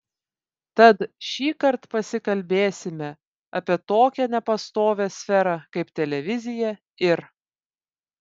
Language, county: Lithuanian, Vilnius